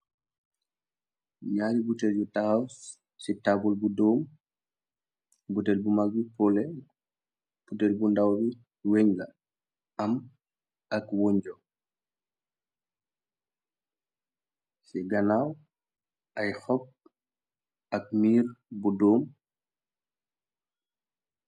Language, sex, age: Wolof, male, 25-35